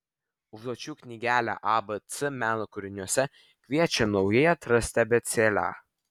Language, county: Lithuanian, Vilnius